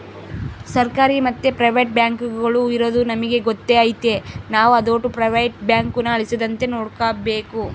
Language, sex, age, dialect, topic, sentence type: Kannada, female, 18-24, Central, banking, statement